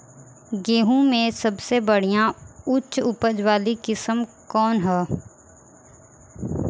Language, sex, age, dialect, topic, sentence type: Bhojpuri, female, 18-24, Southern / Standard, agriculture, question